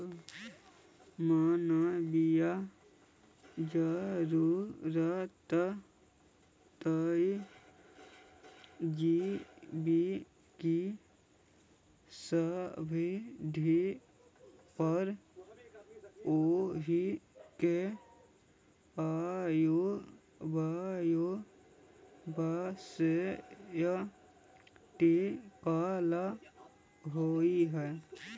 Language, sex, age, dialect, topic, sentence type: Magahi, male, 31-35, Central/Standard, agriculture, statement